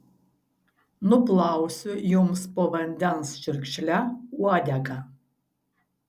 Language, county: Lithuanian, Šiauliai